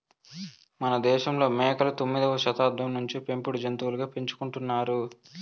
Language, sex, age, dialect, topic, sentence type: Telugu, male, 18-24, Southern, agriculture, statement